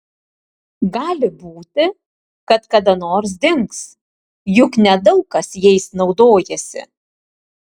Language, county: Lithuanian, Vilnius